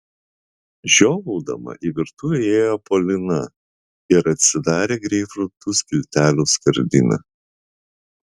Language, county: Lithuanian, Vilnius